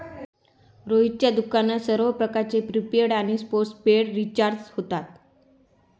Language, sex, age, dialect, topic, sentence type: Marathi, female, 25-30, Standard Marathi, banking, statement